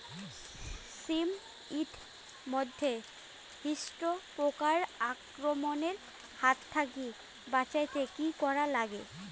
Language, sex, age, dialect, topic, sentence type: Bengali, female, 25-30, Rajbangshi, agriculture, question